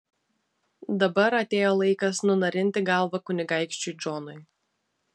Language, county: Lithuanian, Vilnius